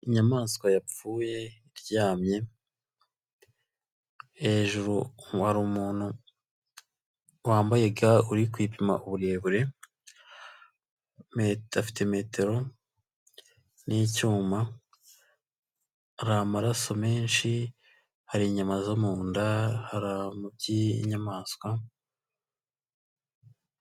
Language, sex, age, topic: Kinyarwanda, male, 25-35, agriculture